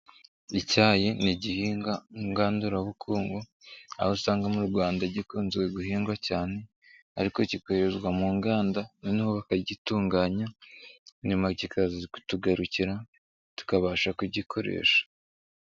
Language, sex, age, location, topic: Kinyarwanda, male, 25-35, Nyagatare, agriculture